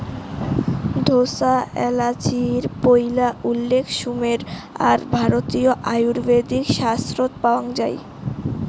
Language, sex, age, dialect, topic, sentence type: Bengali, female, <18, Rajbangshi, agriculture, statement